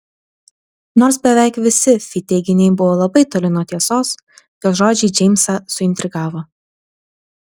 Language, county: Lithuanian, Vilnius